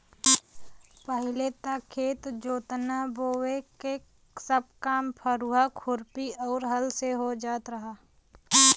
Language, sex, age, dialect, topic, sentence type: Bhojpuri, female, 18-24, Western, agriculture, statement